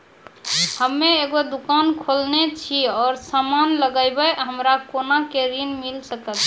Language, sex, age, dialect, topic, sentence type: Maithili, female, 25-30, Angika, banking, question